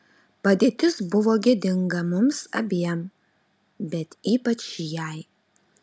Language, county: Lithuanian, Alytus